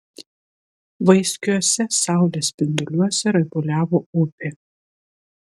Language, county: Lithuanian, Vilnius